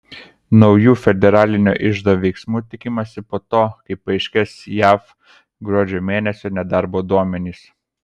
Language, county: Lithuanian, Kaunas